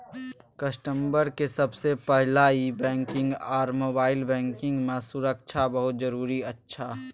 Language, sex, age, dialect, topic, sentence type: Maithili, male, 18-24, Bajjika, banking, question